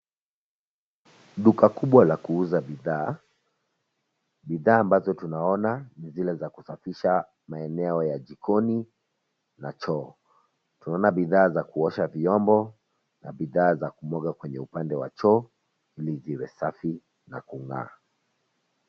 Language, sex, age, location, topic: Swahili, male, 25-35, Nairobi, finance